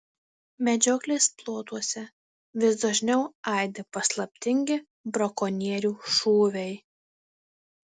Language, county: Lithuanian, Marijampolė